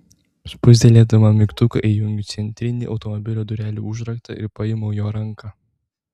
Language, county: Lithuanian, Tauragė